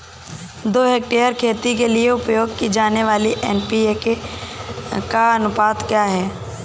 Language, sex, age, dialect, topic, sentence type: Hindi, female, 18-24, Awadhi Bundeli, agriculture, question